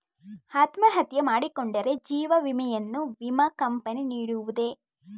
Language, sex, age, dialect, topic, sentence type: Kannada, female, 18-24, Mysore Kannada, banking, question